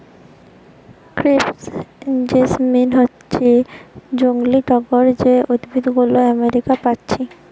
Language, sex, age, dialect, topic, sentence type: Bengali, female, 18-24, Western, agriculture, statement